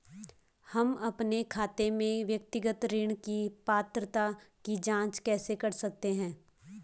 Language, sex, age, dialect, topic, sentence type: Hindi, female, 18-24, Garhwali, banking, question